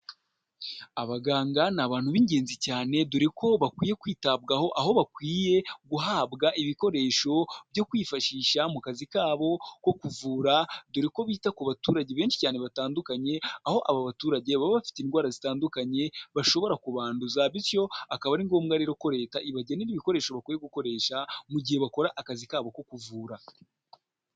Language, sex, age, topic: Kinyarwanda, male, 18-24, health